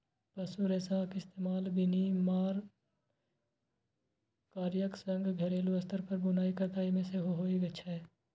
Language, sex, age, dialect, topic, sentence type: Maithili, male, 18-24, Eastern / Thethi, agriculture, statement